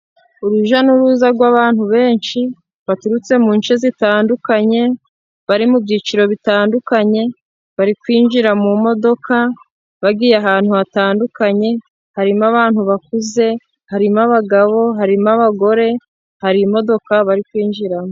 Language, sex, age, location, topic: Kinyarwanda, female, 25-35, Musanze, government